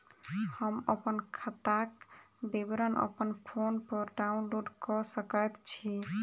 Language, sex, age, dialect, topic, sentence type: Maithili, female, 18-24, Southern/Standard, banking, question